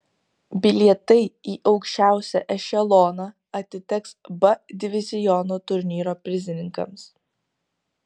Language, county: Lithuanian, Kaunas